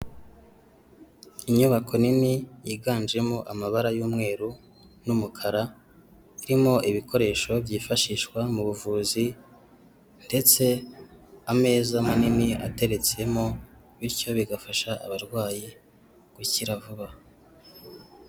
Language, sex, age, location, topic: Kinyarwanda, female, 25-35, Kigali, health